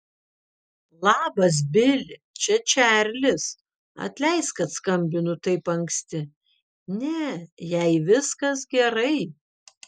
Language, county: Lithuanian, Vilnius